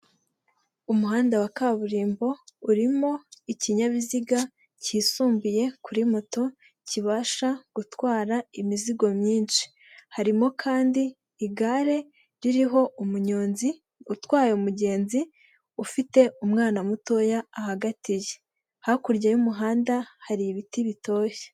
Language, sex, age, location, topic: Kinyarwanda, female, 18-24, Huye, government